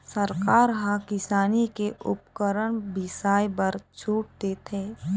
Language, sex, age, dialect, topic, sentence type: Chhattisgarhi, female, 25-30, Eastern, agriculture, statement